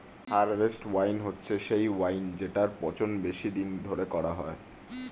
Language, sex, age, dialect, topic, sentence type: Bengali, male, 18-24, Standard Colloquial, agriculture, statement